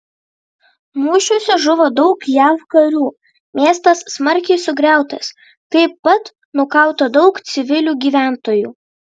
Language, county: Lithuanian, Vilnius